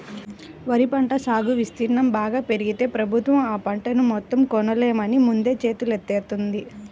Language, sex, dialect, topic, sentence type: Telugu, female, Central/Coastal, agriculture, statement